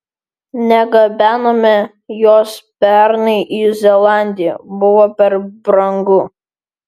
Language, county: Lithuanian, Vilnius